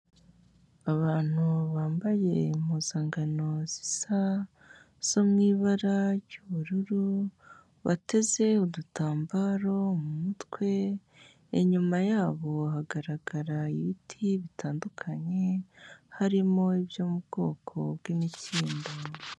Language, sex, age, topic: Kinyarwanda, female, 18-24, health